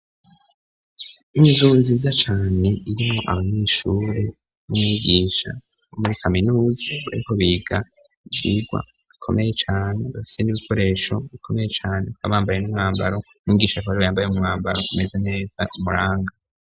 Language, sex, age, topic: Rundi, male, 25-35, education